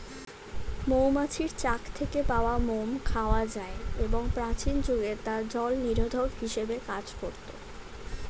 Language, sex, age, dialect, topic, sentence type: Bengali, female, 18-24, Standard Colloquial, agriculture, statement